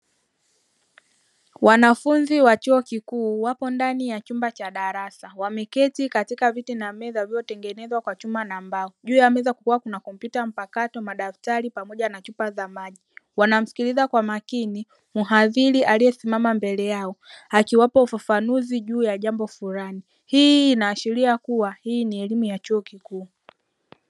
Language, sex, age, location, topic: Swahili, female, 25-35, Dar es Salaam, education